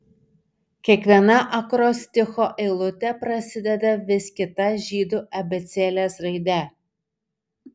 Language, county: Lithuanian, Šiauliai